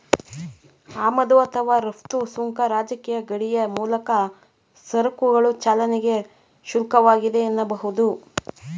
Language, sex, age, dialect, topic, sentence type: Kannada, female, 41-45, Mysore Kannada, banking, statement